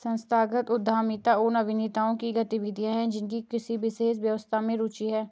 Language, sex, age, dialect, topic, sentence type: Hindi, female, 18-24, Garhwali, banking, statement